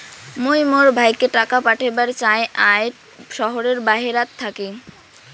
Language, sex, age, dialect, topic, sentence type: Bengali, female, 18-24, Rajbangshi, banking, statement